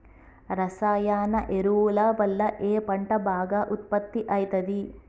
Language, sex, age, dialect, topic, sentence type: Telugu, female, 36-40, Telangana, agriculture, question